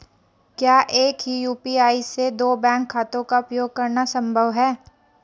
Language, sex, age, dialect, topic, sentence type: Hindi, female, 25-30, Marwari Dhudhari, banking, question